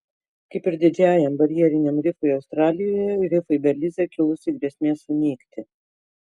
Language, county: Lithuanian, Kaunas